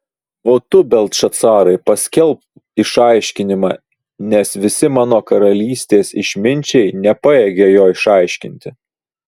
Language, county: Lithuanian, Vilnius